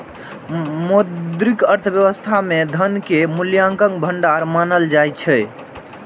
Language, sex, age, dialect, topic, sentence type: Maithili, male, 18-24, Eastern / Thethi, banking, statement